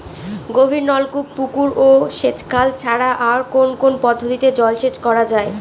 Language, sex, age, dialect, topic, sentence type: Bengali, female, 18-24, Northern/Varendri, agriculture, question